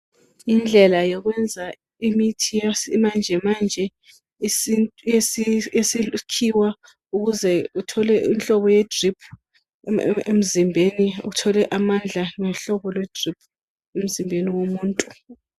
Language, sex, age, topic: North Ndebele, female, 25-35, health